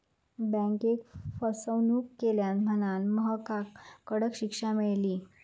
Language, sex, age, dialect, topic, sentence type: Marathi, female, 25-30, Southern Konkan, banking, statement